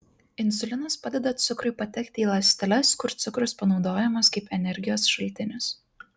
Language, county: Lithuanian, Klaipėda